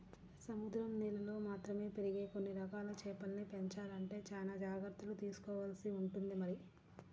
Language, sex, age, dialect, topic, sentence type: Telugu, female, 36-40, Central/Coastal, agriculture, statement